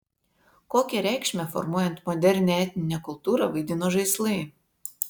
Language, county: Lithuanian, Vilnius